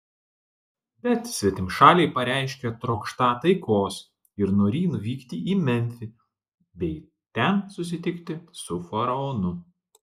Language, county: Lithuanian, Klaipėda